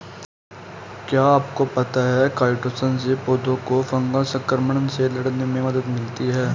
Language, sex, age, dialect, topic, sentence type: Hindi, male, 18-24, Hindustani Malvi Khadi Boli, agriculture, statement